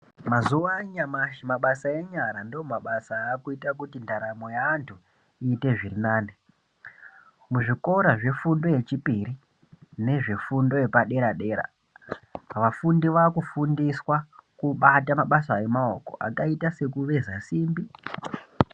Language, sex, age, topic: Ndau, male, 18-24, education